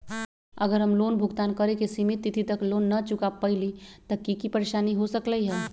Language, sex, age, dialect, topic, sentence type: Magahi, female, 36-40, Western, banking, question